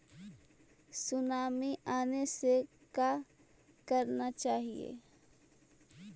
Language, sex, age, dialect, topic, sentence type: Magahi, female, 18-24, Central/Standard, agriculture, question